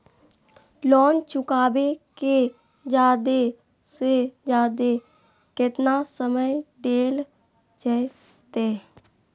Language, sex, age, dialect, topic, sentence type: Magahi, female, 18-24, Southern, banking, question